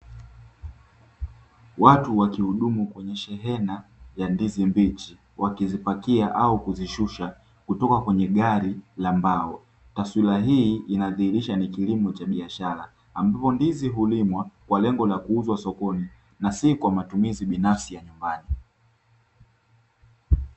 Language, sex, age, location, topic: Swahili, male, 18-24, Dar es Salaam, agriculture